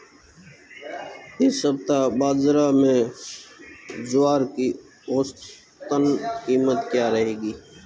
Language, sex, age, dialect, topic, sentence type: Hindi, male, 18-24, Marwari Dhudhari, agriculture, question